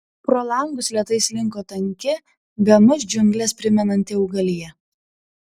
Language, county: Lithuanian, Panevėžys